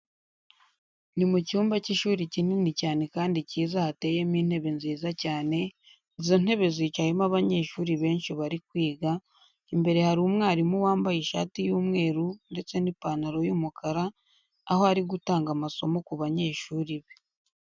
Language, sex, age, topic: Kinyarwanda, female, 25-35, education